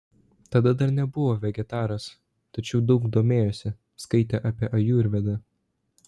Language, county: Lithuanian, Vilnius